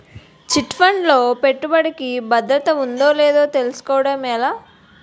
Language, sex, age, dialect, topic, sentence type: Telugu, female, 60-100, Utterandhra, banking, question